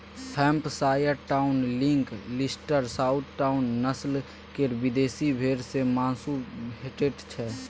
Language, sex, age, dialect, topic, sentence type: Maithili, male, 18-24, Bajjika, agriculture, statement